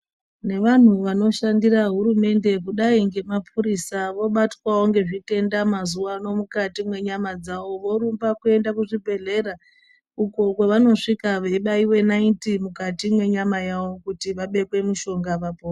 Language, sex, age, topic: Ndau, female, 36-49, health